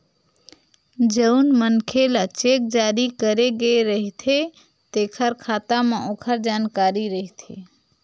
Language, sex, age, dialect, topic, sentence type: Chhattisgarhi, female, 46-50, Western/Budati/Khatahi, banking, statement